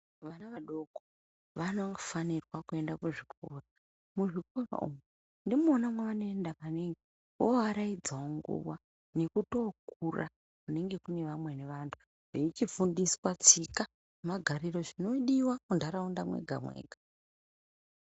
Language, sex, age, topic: Ndau, female, 36-49, education